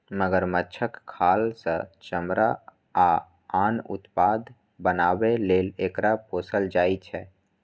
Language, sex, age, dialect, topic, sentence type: Maithili, male, 25-30, Eastern / Thethi, agriculture, statement